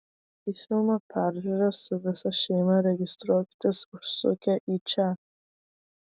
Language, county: Lithuanian, Vilnius